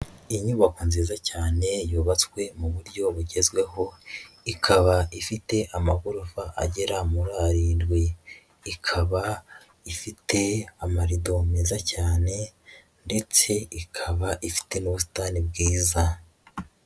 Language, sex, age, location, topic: Kinyarwanda, female, 25-35, Huye, education